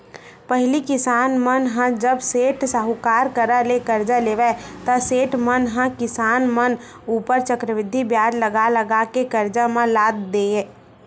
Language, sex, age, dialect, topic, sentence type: Chhattisgarhi, female, 18-24, Western/Budati/Khatahi, banking, statement